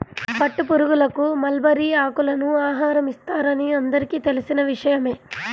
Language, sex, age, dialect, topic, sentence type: Telugu, female, 46-50, Central/Coastal, agriculture, statement